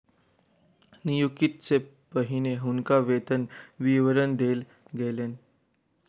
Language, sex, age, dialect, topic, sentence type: Maithili, male, 18-24, Southern/Standard, banking, statement